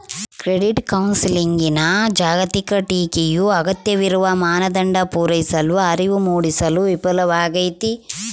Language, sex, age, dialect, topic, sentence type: Kannada, female, 36-40, Central, banking, statement